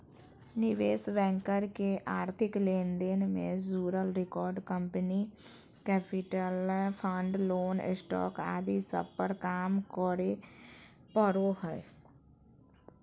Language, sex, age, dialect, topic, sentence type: Magahi, female, 25-30, Southern, banking, statement